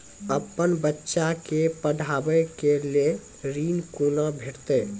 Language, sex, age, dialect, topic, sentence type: Maithili, male, 18-24, Angika, banking, question